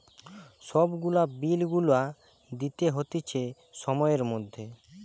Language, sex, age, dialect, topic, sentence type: Bengali, male, 25-30, Western, banking, statement